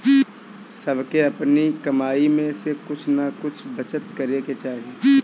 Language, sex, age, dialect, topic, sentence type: Bhojpuri, male, 18-24, Northern, banking, statement